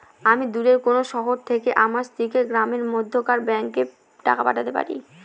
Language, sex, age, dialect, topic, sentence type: Bengali, female, 31-35, Northern/Varendri, banking, question